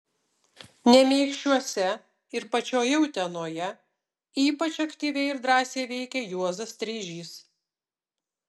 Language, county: Lithuanian, Utena